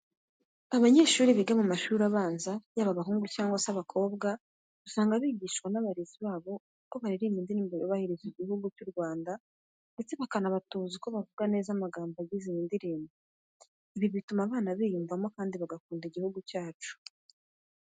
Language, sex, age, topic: Kinyarwanda, female, 25-35, education